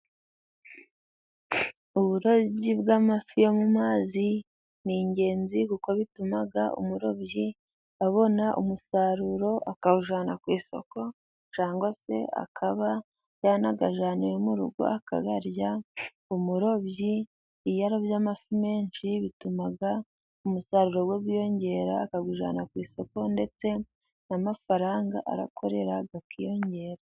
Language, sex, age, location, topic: Kinyarwanda, female, 18-24, Musanze, agriculture